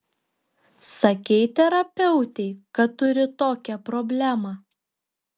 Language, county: Lithuanian, Šiauliai